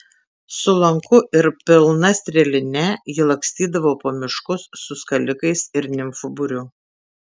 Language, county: Lithuanian, Tauragė